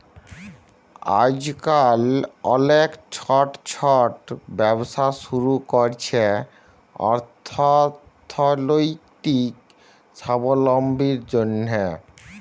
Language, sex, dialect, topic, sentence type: Bengali, male, Jharkhandi, banking, statement